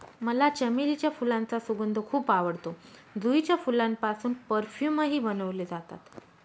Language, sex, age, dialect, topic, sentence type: Marathi, female, 25-30, Northern Konkan, agriculture, statement